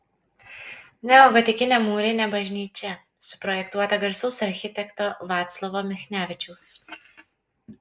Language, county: Lithuanian, Kaunas